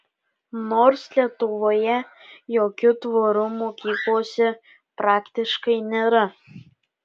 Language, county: Lithuanian, Panevėžys